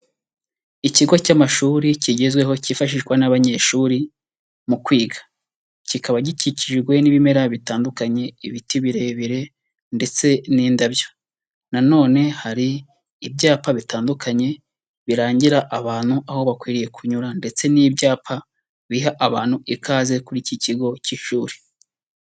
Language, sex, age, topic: Kinyarwanda, male, 18-24, education